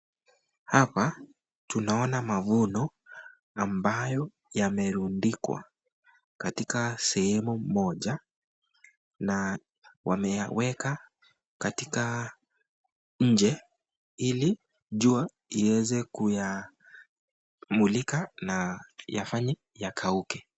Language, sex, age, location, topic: Swahili, male, 25-35, Nakuru, agriculture